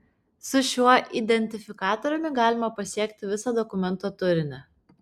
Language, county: Lithuanian, Kaunas